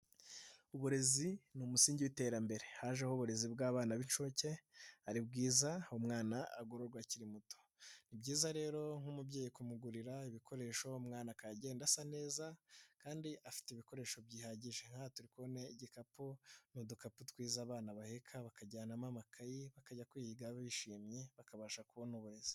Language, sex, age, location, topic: Kinyarwanda, male, 25-35, Nyagatare, education